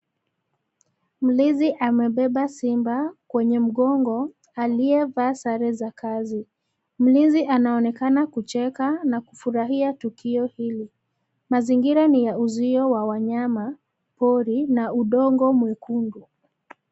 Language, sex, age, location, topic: Swahili, female, 25-35, Nairobi, government